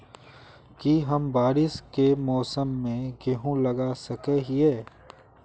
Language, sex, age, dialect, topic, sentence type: Magahi, male, 18-24, Northeastern/Surjapuri, agriculture, question